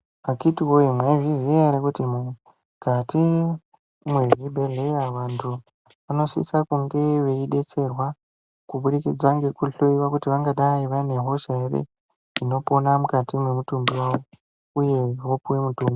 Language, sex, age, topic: Ndau, male, 18-24, health